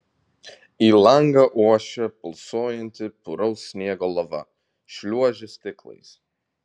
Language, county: Lithuanian, Vilnius